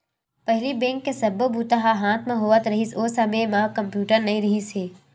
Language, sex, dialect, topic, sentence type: Chhattisgarhi, female, Western/Budati/Khatahi, banking, statement